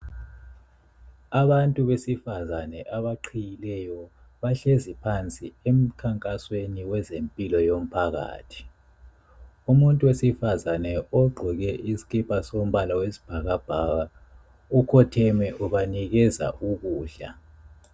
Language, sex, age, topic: North Ndebele, male, 25-35, health